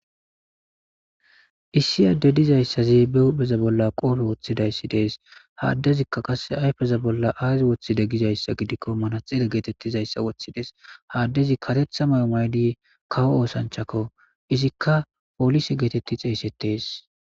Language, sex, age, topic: Gamo, male, 25-35, government